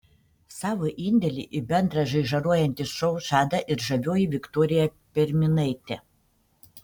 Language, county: Lithuanian, Panevėžys